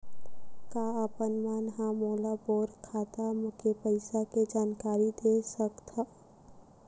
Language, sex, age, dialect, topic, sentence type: Chhattisgarhi, female, 18-24, Western/Budati/Khatahi, banking, question